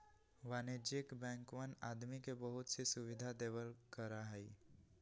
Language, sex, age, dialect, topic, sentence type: Magahi, male, 18-24, Western, banking, statement